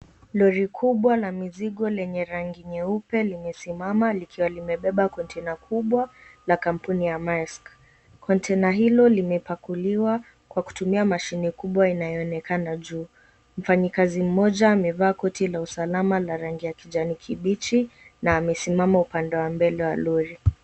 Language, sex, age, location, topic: Swahili, female, 18-24, Mombasa, government